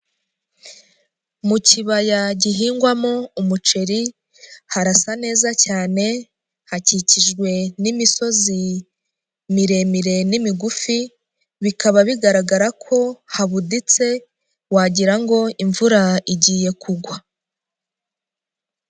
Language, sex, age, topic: Kinyarwanda, female, 25-35, agriculture